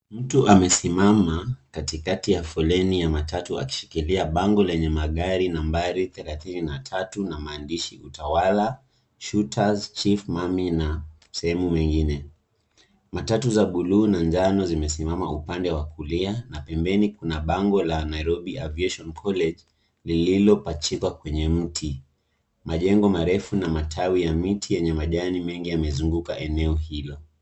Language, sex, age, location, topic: Swahili, male, 18-24, Nairobi, government